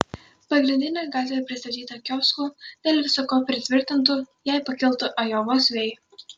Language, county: Lithuanian, Kaunas